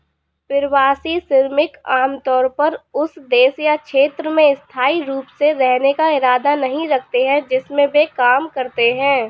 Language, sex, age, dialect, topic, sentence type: Hindi, female, 25-30, Awadhi Bundeli, agriculture, statement